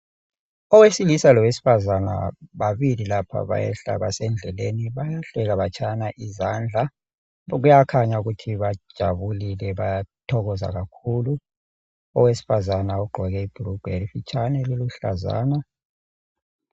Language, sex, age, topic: North Ndebele, male, 36-49, health